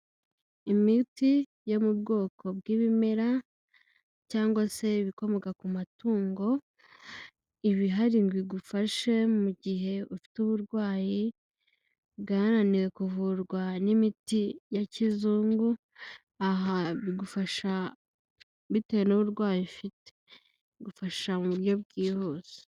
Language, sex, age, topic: Kinyarwanda, female, 18-24, health